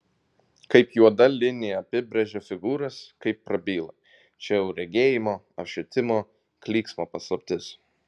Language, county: Lithuanian, Vilnius